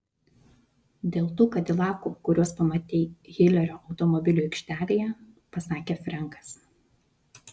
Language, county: Lithuanian, Vilnius